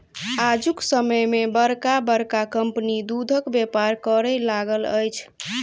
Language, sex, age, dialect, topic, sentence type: Maithili, female, 18-24, Southern/Standard, agriculture, statement